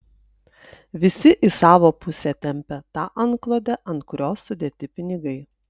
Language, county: Lithuanian, Utena